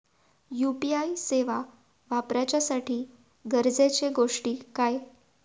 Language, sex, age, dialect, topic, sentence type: Marathi, female, 41-45, Southern Konkan, banking, question